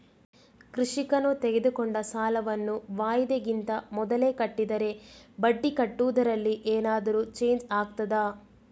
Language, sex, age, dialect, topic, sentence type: Kannada, female, 36-40, Coastal/Dakshin, banking, question